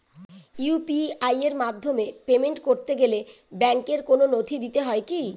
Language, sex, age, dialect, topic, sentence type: Bengali, female, 41-45, Rajbangshi, banking, question